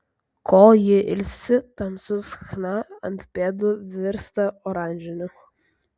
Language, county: Lithuanian, Vilnius